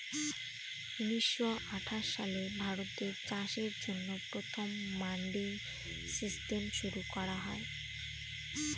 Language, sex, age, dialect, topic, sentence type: Bengali, female, 25-30, Northern/Varendri, agriculture, statement